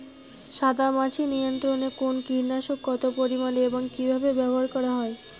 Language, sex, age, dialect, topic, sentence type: Bengali, female, 18-24, Rajbangshi, agriculture, question